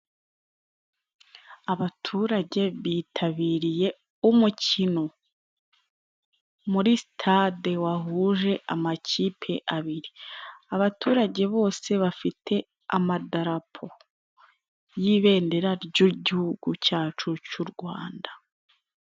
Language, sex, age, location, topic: Kinyarwanda, female, 25-35, Musanze, government